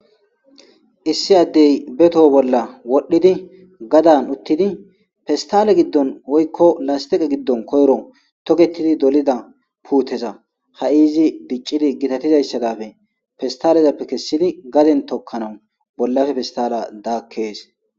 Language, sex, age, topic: Gamo, male, 25-35, agriculture